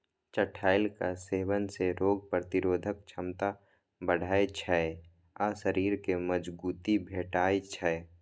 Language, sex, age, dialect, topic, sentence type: Maithili, male, 25-30, Eastern / Thethi, agriculture, statement